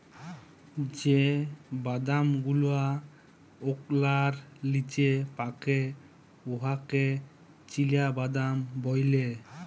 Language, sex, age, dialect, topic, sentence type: Bengali, male, 25-30, Jharkhandi, agriculture, statement